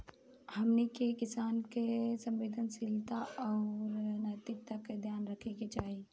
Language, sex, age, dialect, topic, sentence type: Bhojpuri, female, 25-30, Southern / Standard, agriculture, question